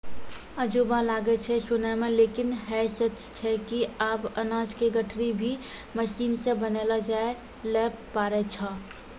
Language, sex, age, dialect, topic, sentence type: Maithili, female, 18-24, Angika, agriculture, statement